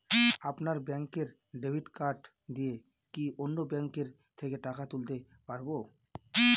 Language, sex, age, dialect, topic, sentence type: Bengali, male, 25-30, Northern/Varendri, banking, question